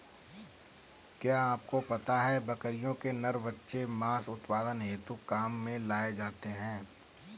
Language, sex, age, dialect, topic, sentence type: Hindi, male, 31-35, Kanauji Braj Bhasha, agriculture, statement